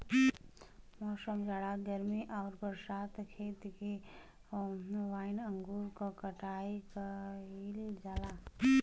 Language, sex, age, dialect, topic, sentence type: Bhojpuri, female, 25-30, Western, agriculture, statement